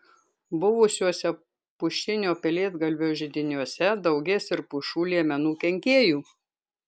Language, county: Lithuanian, Kaunas